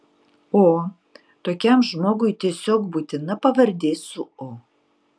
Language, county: Lithuanian, Utena